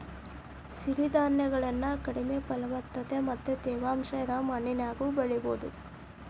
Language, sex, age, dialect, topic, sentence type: Kannada, female, 25-30, Dharwad Kannada, agriculture, statement